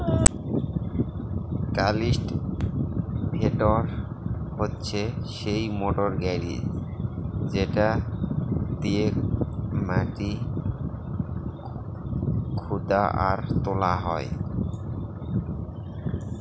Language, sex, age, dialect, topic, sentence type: Bengali, male, 31-35, Northern/Varendri, agriculture, statement